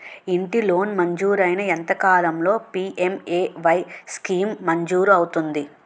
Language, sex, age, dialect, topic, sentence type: Telugu, female, 18-24, Utterandhra, banking, question